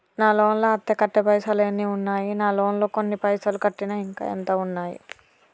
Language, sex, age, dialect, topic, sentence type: Telugu, female, 31-35, Telangana, banking, question